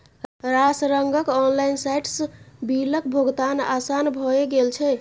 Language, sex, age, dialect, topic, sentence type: Maithili, female, 18-24, Bajjika, banking, statement